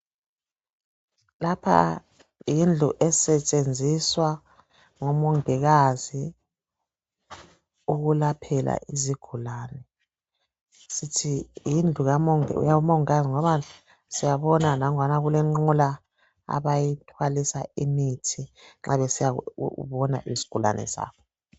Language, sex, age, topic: North Ndebele, female, 36-49, health